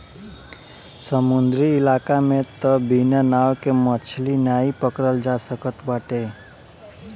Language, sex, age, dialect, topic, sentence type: Bhojpuri, male, 18-24, Northern, agriculture, statement